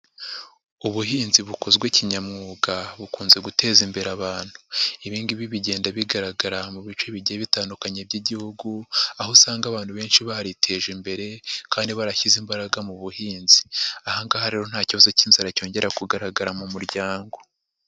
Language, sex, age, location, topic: Kinyarwanda, male, 50+, Nyagatare, agriculture